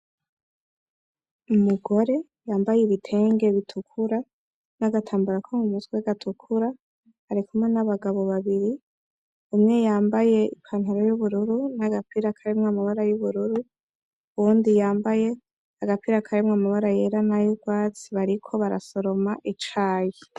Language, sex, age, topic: Rundi, female, 18-24, agriculture